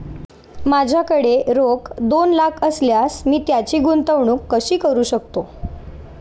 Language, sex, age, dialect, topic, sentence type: Marathi, female, 18-24, Standard Marathi, banking, question